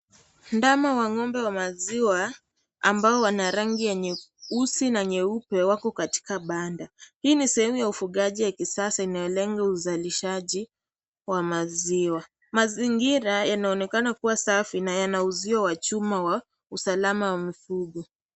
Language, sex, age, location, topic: Swahili, female, 25-35, Kisii, agriculture